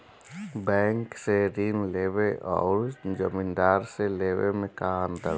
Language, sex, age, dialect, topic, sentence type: Bhojpuri, male, 31-35, Northern, banking, question